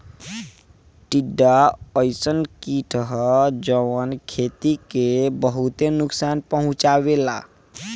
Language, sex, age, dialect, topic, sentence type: Bhojpuri, male, 18-24, Northern, agriculture, statement